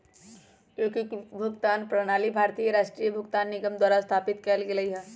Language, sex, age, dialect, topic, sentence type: Magahi, male, 18-24, Western, banking, statement